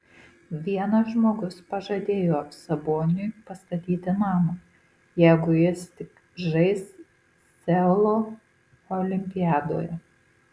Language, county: Lithuanian, Marijampolė